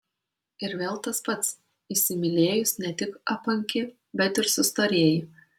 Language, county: Lithuanian, Kaunas